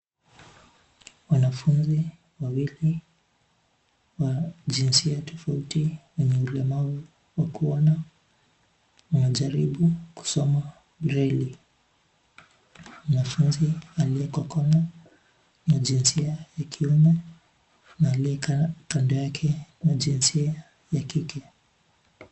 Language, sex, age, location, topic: Swahili, male, 18-24, Nairobi, education